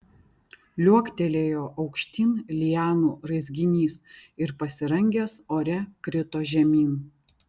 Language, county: Lithuanian, Vilnius